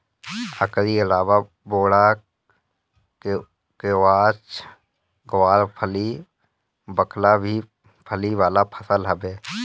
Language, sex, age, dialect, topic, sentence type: Bhojpuri, male, 31-35, Northern, agriculture, statement